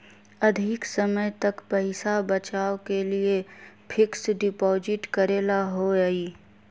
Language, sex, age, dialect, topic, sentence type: Magahi, female, 31-35, Western, banking, question